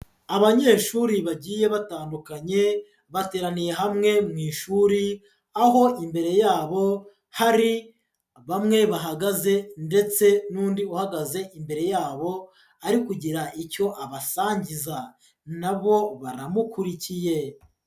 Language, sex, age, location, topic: Kinyarwanda, female, 25-35, Huye, education